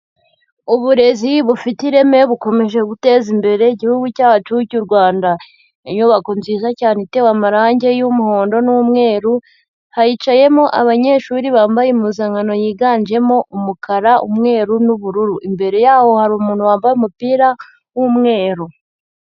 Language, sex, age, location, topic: Kinyarwanda, female, 18-24, Huye, education